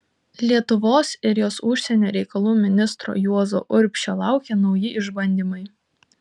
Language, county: Lithuanian, Kaunas